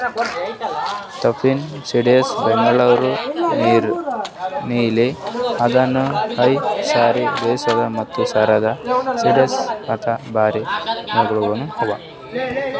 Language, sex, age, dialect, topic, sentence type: Kannada, male, 18-24, Northeastern, agriculture, statement